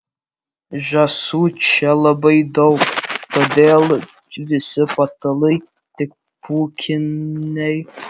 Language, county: Lithuanian, Alytus